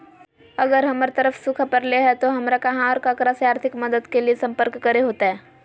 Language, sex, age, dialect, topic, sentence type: Magahi, female, 25-30, Southern, agriculture, question